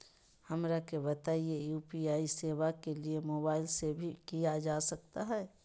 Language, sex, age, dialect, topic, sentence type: Magahi, female, 25-30, Southern, banking, question